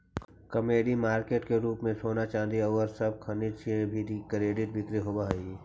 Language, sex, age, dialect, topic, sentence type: Magahi, male, 46-50, Central/Standard, banking, statement